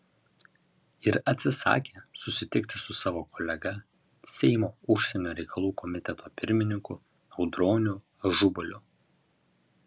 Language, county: Lithuanian, Vilnius